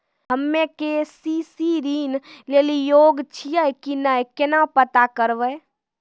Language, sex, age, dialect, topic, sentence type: Maithili, female, 18-24, Angika, banking, question